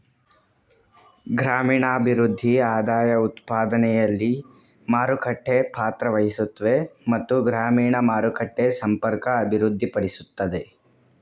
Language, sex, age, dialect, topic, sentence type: Kannada, male, 18-24, Mysore Kannada, agriculture, statement